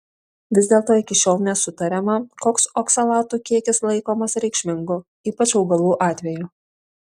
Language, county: Lithuanian, Šiauliai